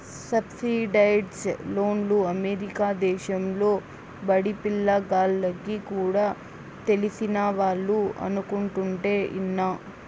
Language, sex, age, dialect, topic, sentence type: Telugu, female, 25-30, Southern, banking, statement